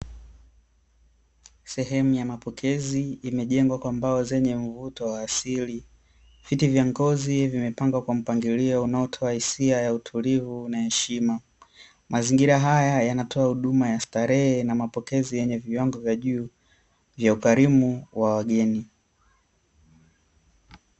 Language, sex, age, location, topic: Swahili, male, 18-24, Dar es Salaam, finance